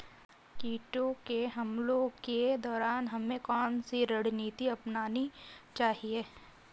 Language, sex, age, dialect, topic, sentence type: Hindi, female, 36-40, Kanauji Braj Bhasha, agriculture, statement